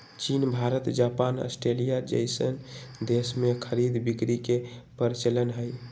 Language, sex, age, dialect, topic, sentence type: Magahi, male, 18-24, Western, banking, statement